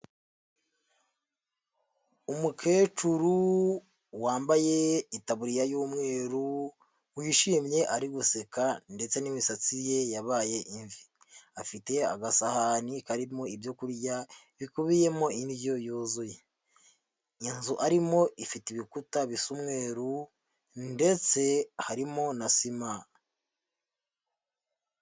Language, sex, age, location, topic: Kinyarwanda, male, 50+, Huye, health